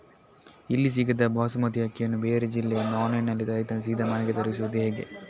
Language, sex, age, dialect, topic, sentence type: Kannada, male, 18-24, Coastal/Dakshin, agriculture, question